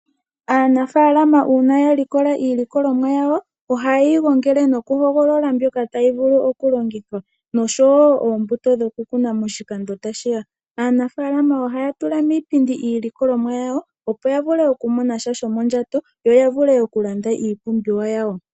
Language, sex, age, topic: Oshiwambo, female, 18-24, agriculture